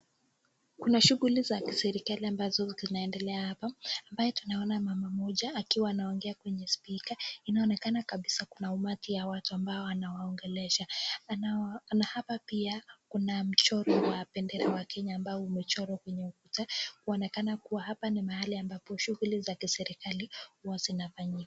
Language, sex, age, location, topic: Swahili, female, 25-35, Nakuru, government